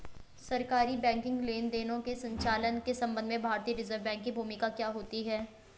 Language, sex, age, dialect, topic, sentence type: Hindi, female, 25-30, Hindustani Malvi Khadi Boli, banking, question